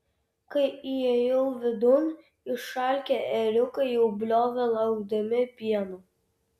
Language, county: Lithuanian, Vilnius